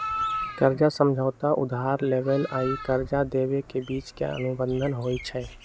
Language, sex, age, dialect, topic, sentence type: Magahi, male, 18-24, Western, banking, statement